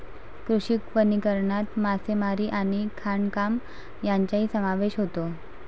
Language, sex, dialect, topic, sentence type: Marathi, female, Varhadi, agriculture, statement